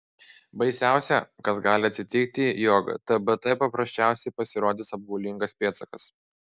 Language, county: Lithuanian, Klaipėda